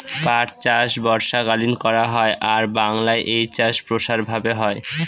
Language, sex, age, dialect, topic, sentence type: Bengali, male, 18-24, Northern/Varendri, agriculture, statement